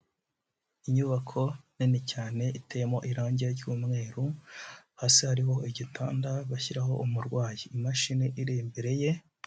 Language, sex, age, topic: Kinyarwanda, male, 25-35, health